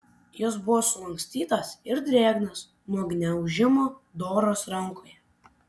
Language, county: Lithuanian, Kaunas